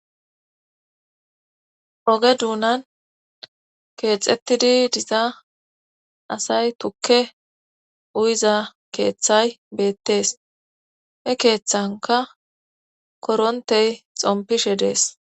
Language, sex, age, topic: Gamo, female, 18-24, government